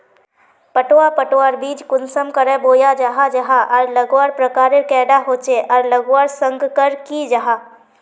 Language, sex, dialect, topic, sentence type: Magahi, female, Northeastern/Surjapuri, agriculture, question